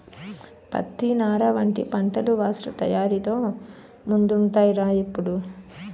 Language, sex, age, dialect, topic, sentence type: Telugu, female, 31-35, Utterandhra, agriculture, statement